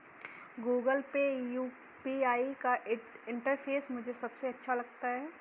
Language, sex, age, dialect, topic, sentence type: Hindi, female, 18-24, Kanauji Braj Bhasha, banking, statement